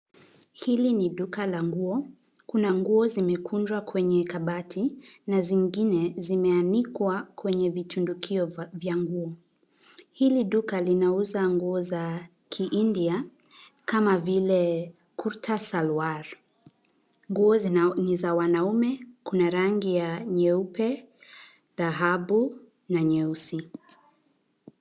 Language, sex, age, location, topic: Swahili, female, 25-35, Nairobi, finance